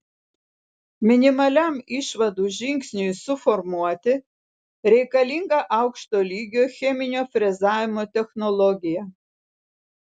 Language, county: Lithuanian, Vilnius